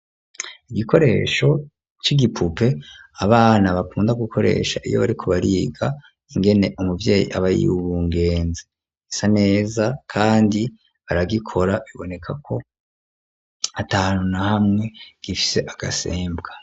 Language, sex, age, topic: Rundi, male, 36-49, education